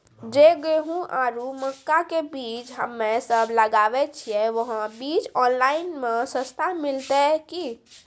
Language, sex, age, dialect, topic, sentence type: Maithili, female, 18-24, Angika, agriculture, question